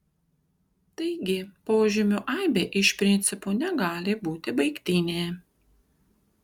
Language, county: Lithuanian, Kaunas